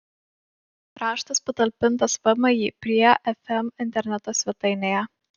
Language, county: Lithuanian, Panevėžys